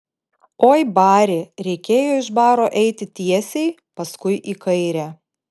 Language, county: Lithuanian, Panevėžys